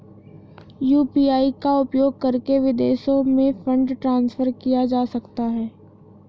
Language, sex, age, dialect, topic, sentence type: Hindi, female, 18-24, Hindustani Malvi Khadi Boli, banking, question